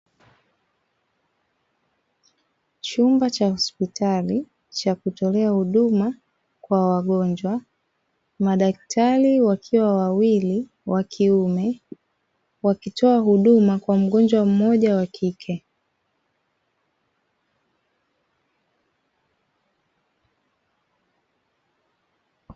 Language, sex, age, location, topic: Swahili, female, 25-35, Dar es Salaam, health